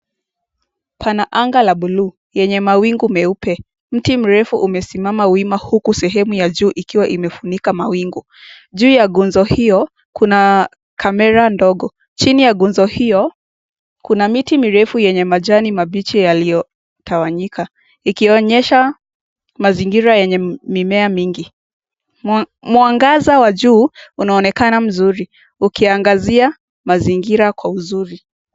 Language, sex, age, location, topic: Swahili, female, 18-24, Nakuru, education